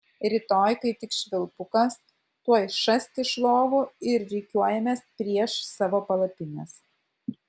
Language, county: Lithuanian, Vilnius